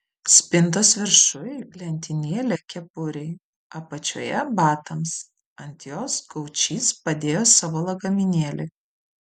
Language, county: Lithuanian, Vilnius